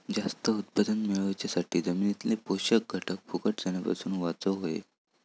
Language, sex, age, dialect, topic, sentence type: Marathi, male, 18-24, Southern Konkan, agriculture, statement